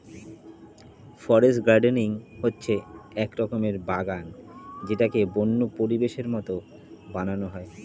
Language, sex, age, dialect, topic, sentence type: Bengali, male, 31-35, Standard Colloquial, agriculture, statement